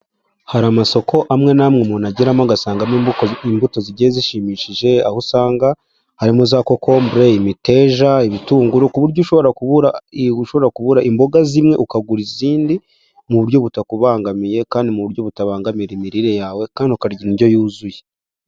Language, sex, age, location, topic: Kinyarwanda, male, 18-24, Huye, agriculture